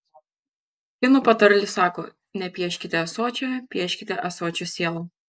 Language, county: Lithuanian, Kaunas